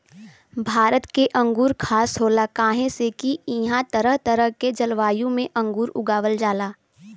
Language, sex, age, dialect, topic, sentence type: Bhojpuri, female, 18-24, Western, agriculture, statement